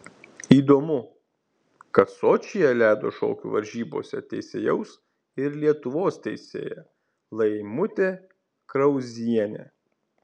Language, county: Lithuanian, Kaunas